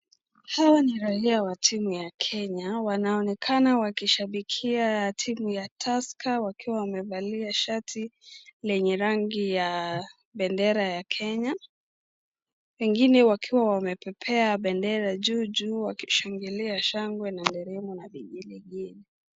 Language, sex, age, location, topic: Swahili, female, 25-35, Nakuru, government